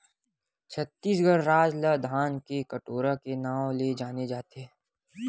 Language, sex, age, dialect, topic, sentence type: Chhattisgarhi, male, 25-30, Western/Budati/Khatahi, agriculture, statement